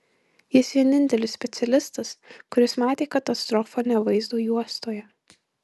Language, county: Lithuanian, Marijampolė